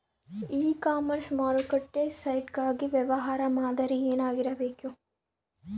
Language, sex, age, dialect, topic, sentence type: Kannada, female, 25-30, Central, agriculture, question